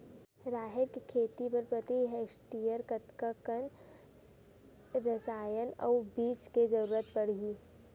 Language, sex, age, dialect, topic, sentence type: Chhattisgarhi, female, 18-24, Western/Budati/Khatahi, agriculture, question